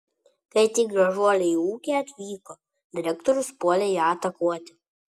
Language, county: Lithuanian, Vilnius